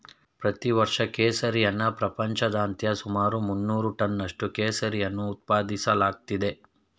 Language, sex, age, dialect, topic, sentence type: Kannada, male, 31-35, Mysore Kannada, agriculture, statement